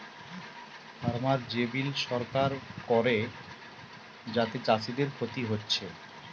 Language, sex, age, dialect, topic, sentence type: Bengali, male, 36-40, Western, agriculture, statement